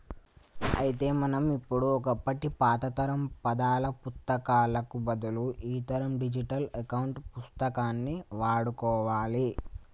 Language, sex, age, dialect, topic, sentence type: Telugu, male, 18-24, Telangana, banking, statement